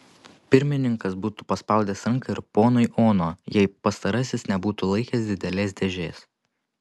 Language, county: Lithuanian, Panevėžys